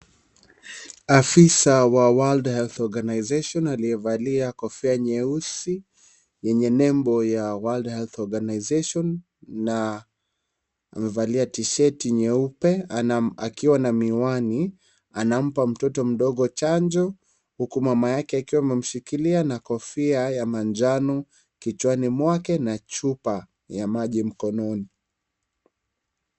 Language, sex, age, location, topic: Swahili, male, 25-35, Kisii, health